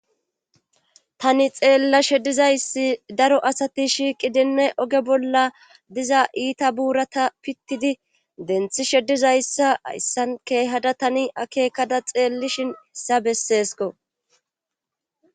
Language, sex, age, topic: Gamo, female, 25-35, government